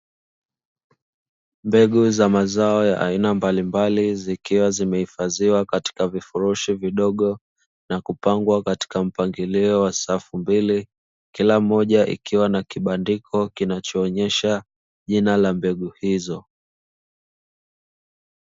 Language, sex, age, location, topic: Swahili, male, 18-24, Dar es Salaam, agriculture